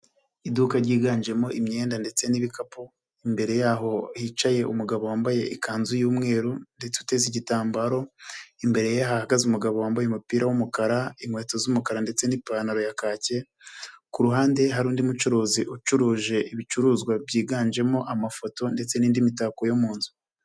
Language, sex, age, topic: Kinyarwanda, male, 25-35, finance